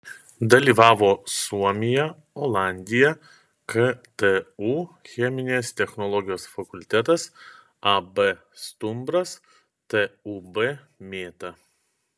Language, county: Lithuanian, Kaunas